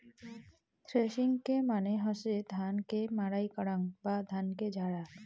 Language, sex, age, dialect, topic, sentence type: Bengali, female, 18-24, Rajbangshi, agriculture, statement